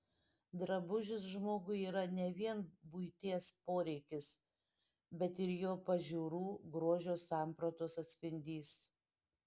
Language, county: Lithuanian, Šiauliai